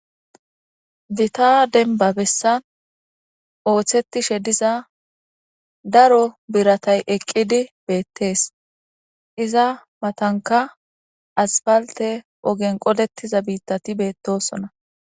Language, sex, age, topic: Gamo, female, 25-35, government